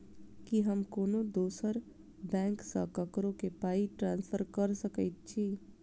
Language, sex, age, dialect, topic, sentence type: Maithili, female, 25-30, Southern/Standard, banking, statement